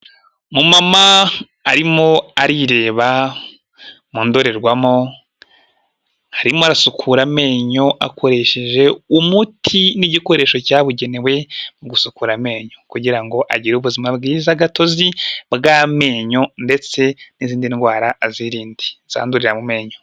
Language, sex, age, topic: Kinyarwanda, male, 18-24, health